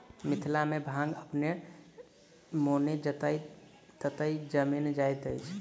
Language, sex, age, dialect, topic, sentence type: Maithili, male, 25-30, Southern/Standard, agriculture, statement